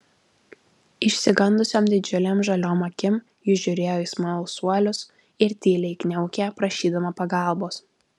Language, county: Lithuanian, Alytus